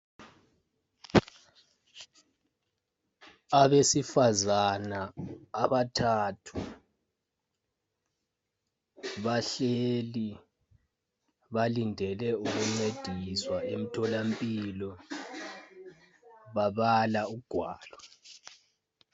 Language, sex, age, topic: North Ndebele, male, 25-35, health